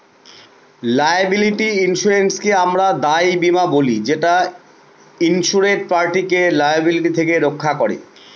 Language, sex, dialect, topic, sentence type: Bengali, male, Northern/Varendri, banking, statement